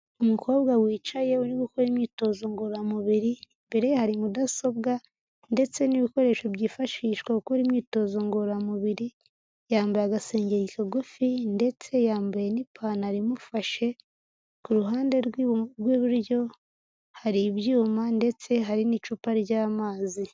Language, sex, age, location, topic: Kinyarwanda, female, 18-24, Huye, health